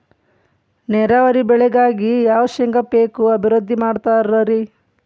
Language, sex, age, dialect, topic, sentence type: Kannada, female, 41-45, Dharwad Kannada, agriculture, question